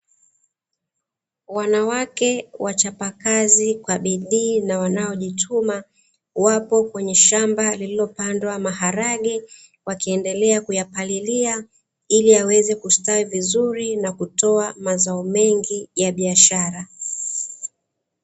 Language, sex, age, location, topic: Swahili, female, 36-49, Dar es Salaam, agriculture